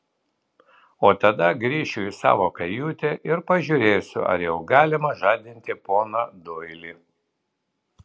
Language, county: Lithuanian, Vilnius